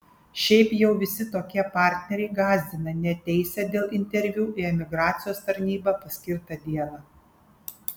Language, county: Lithuanian, Kaunas